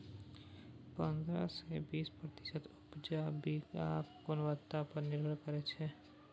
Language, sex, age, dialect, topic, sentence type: Maithili, male, 18-24, Bajjika, agriculture, statement